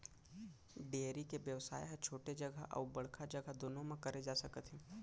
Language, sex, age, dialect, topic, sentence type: Chhattisgarhi, male, 25-30, Central, agriculture, statement